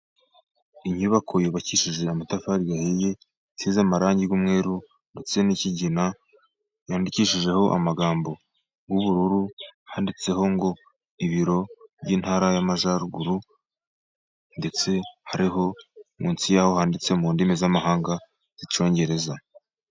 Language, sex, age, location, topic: Kinyarwanda, male, 18-24, Musanze, government